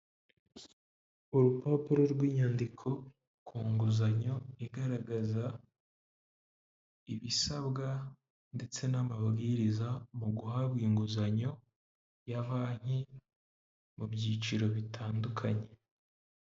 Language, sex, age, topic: Kinyarwanda, male, 25-35, finance